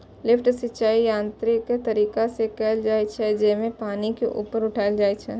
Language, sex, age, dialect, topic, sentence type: Maithili, female, 18-24, Eastern / Thethi, agriculture, statement